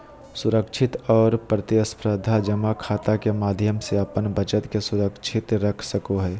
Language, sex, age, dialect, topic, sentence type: Magahi, male, 18-24, Southern, banking, statement